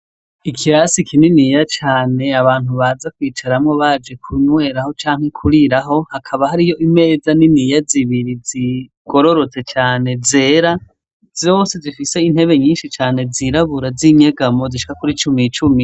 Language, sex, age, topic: Rundi, male, 18-24, education